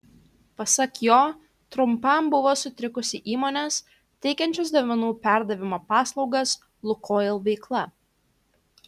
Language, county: Lithuanian, Kaunas